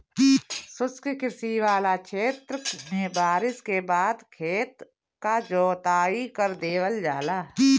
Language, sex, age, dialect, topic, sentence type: Bhojpuri, female, 31-35, Northern, agriculture, statement